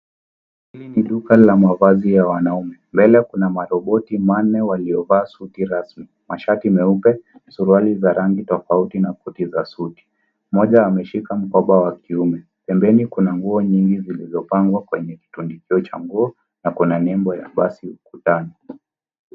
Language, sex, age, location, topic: Swahili, male, 18-24, Nairobi, finance